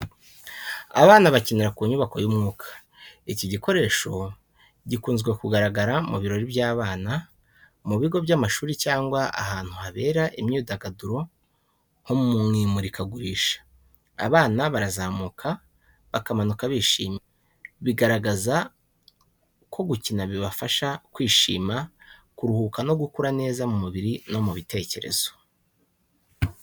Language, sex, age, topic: Kinyarwanda, male, 25-35, education